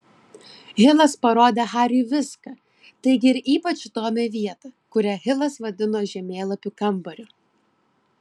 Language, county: Lithuanian, Klaipėda